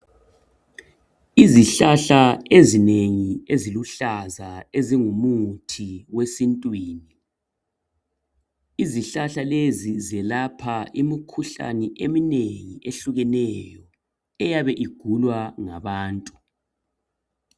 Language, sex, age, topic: North Ndebele, male, 50+, health